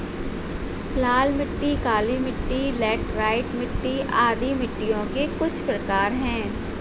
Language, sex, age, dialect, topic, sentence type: Hindi, female, 41-45, Hindustani Malvi Khadi Boli, agriculture, statement